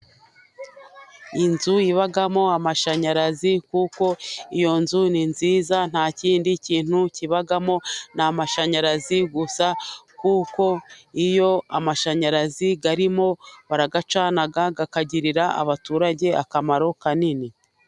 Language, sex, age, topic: Kinyarwanda, female, 36-49, government